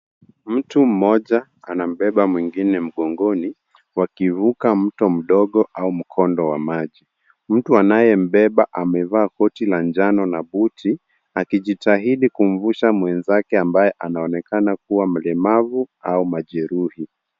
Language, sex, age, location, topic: Swahili, male, 50+, Kisumu, health